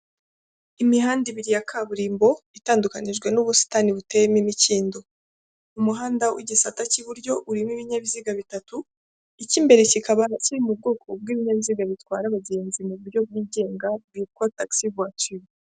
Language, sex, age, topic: Kinyarwanda, female, 25-35, government